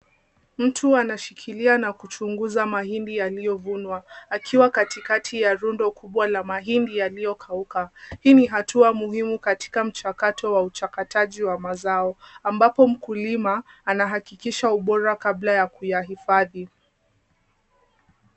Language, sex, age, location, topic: Swahili, female, 18-24, Kisumu, agriculture